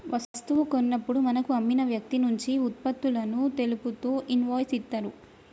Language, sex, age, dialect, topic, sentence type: Telugu, male, 18-24, Telangana, banking, statement